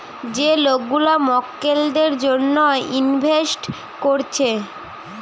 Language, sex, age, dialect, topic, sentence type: Bengali, female, 18-24, Western, banking, statement